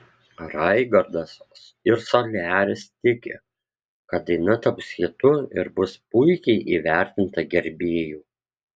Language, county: Lithuanian, Kaunas